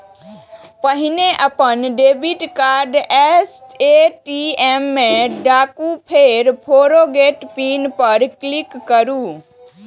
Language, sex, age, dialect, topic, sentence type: Maithili, female, 18-24, Eastern / Thethi, banking, statement